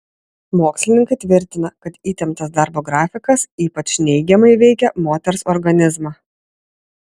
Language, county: Lithuanian, Vilnius